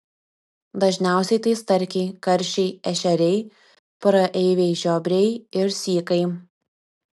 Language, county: Lithuanian, Vilnius